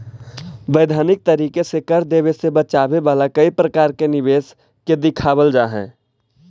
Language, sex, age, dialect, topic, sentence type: Magahi, male, 18-24, Central/Standard, banking, statement